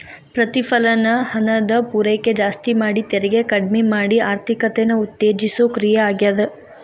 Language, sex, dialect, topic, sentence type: Kannada, female, Dharwad Kannada, banking, statement